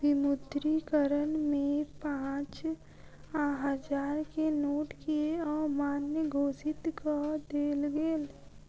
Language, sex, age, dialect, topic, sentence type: Maithili, female, 36-40, Southern/Standard, banking, statement